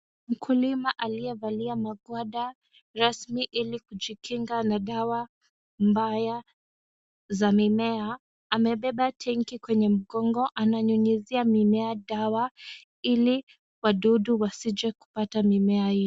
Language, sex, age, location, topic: Swahili, female, 18-24, Kisumu, health